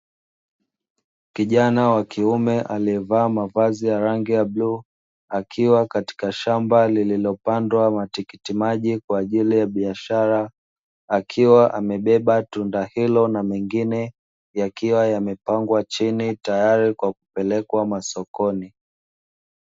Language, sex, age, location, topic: Swahili, male, 25-35, Dar es Salaam, agriculture